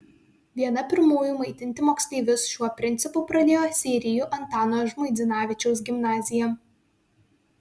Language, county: Lithuanian, Vilnius